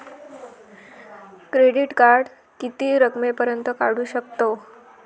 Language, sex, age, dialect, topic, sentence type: Marathi, female, 18-24, Southern Konkan, banking, question